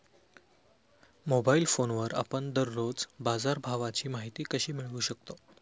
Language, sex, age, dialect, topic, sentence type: Marathi, male, 25-30, Standard Marathi, agriculture, question